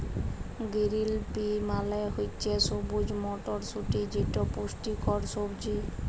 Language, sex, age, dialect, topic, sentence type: Bengali, male, 36-40, Jharkhandi, agriculture, statement